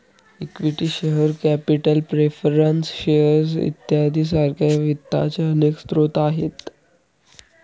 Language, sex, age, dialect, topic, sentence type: Marathi, male, 18-24, Northern Konkan, banking, statement